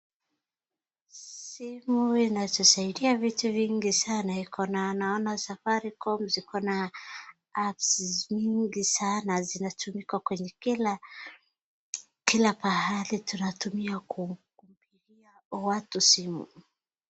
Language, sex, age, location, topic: Swahili, female, 25-35, Wajir, finance